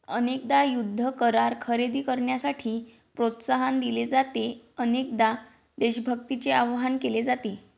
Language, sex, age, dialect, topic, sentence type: Marathi, female, 25-30, Varhadi, banking, statement